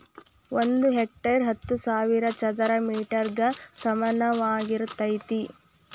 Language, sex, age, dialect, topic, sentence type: Kannada, female, 25-30, Dharwad Kannada, agriculture, statement